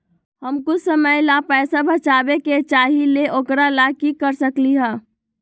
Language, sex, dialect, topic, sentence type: Magahi, female, Western, banking, question